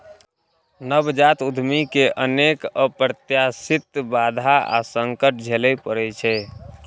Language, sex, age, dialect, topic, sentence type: Maithili, male, 31-35, Eastern / Thethi, banking, statement